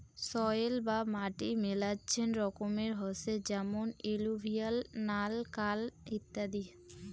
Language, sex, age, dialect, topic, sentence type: Bengali, female, 18-24, Rajbangshi, agriculture, statement